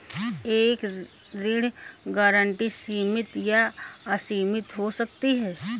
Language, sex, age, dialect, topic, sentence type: Hindi, female, 25-30, Awadhi Bundeli, banking, statement